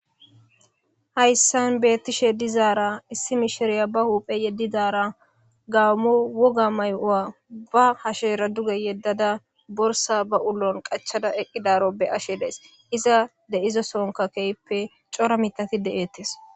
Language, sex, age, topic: Gamo, male, 18-24, government